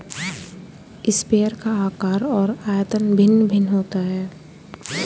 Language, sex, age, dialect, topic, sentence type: Hindi, female, 18-24, Hindustani Malvi Khadi Boli, agriculture, statement